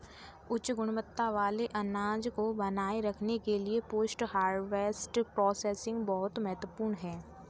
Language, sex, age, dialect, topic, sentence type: Hindi, female, 18-24, Kanauji Braj Bhasha, agriculture, statement